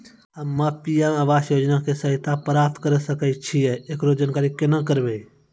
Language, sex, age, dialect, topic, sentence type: Maithili, male, 18-24, Angika, banking, question